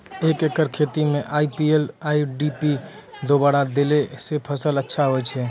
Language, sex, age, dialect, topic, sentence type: Maithili, male, 18-24, Angika, agriculture, question